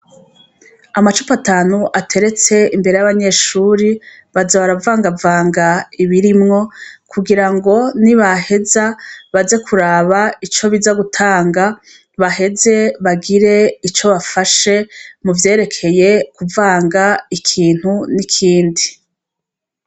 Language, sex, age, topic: Rundi, female, 36-49, education